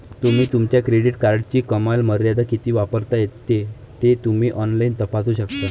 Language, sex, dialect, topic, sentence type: Marathi, male, Varhadi, banking, statement